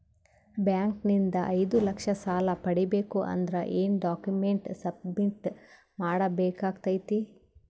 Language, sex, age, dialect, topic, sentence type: Kannada, female, 18-24, Northeastern, banking, question